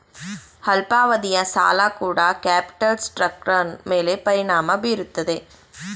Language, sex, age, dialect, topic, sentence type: Kannada, female, 18-24, Mysore Kannada, banking, statement